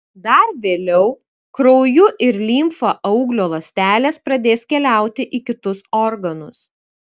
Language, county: Lithuanian, Kaunas